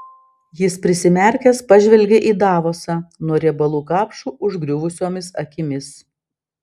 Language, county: Lithuanian, Vilnius